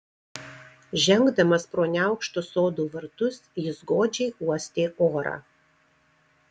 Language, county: Lithuanian, Marijampolė